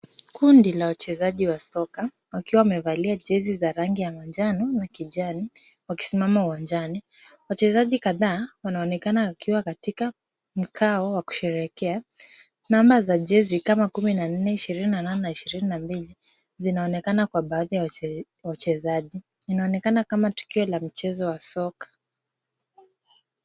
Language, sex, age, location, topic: Swahili, female, 25-35, Kisumu, government